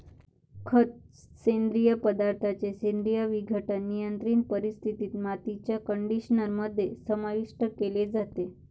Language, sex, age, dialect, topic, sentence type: Marathi, female, 60-100, Varhadi, agriculture, statement